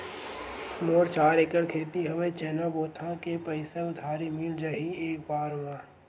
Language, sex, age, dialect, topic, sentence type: Chhattisgarhi, male, 18-24, Western/Budati/Khatahi, banking, question